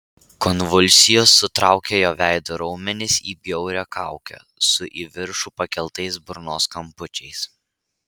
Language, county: Lithuanian, Vilnius